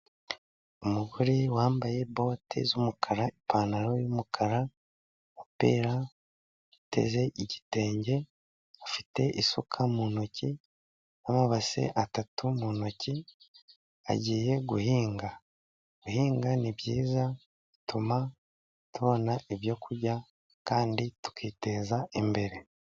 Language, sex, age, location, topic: Kinyarwanda, male, 36-49, Musanze, agriculture